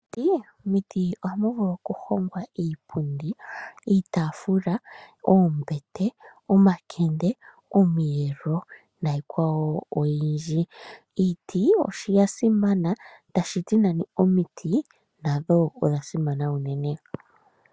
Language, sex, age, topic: Oshiwambo, female, 25-35, finance